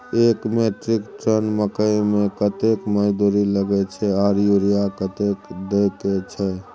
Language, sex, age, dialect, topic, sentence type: Maithili, male, 36-40, Bajjika, agriculture, question